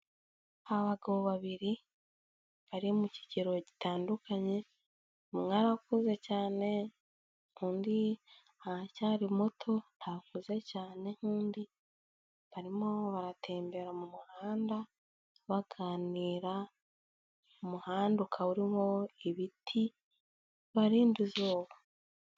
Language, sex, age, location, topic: Kinyarwanda, female, 18-24, Kigali, health